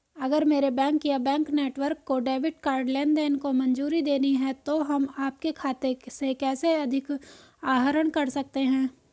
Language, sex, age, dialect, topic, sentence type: Hindi, female, 18-24, Hindustani Malvi Khadi Boli, banking, question